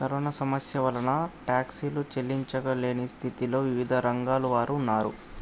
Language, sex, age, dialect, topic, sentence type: Telugu, male, 18-24, Telangana, banking, statement